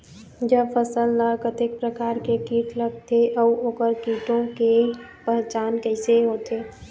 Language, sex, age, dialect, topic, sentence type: Chhattisgarhi, female, 18-24, Eastern, agriculture, question